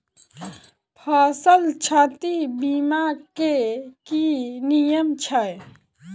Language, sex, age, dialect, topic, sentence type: Maithili, female, 25-30, Southern/Standard, banking, question